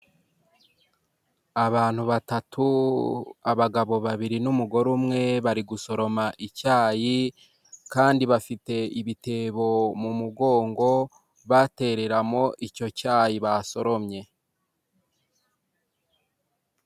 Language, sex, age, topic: Kinyarwanda, male, 25-35, agriculture